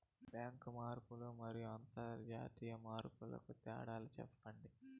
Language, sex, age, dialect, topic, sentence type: Telugu, male, 18-24, Southern, banking, question